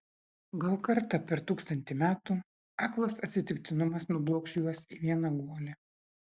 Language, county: Lithuanian, Šiauliai